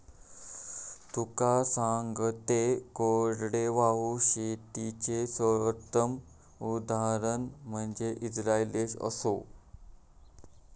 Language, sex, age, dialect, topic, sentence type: Marathi, male, 18-24, Southern Konkan, agriculture, statement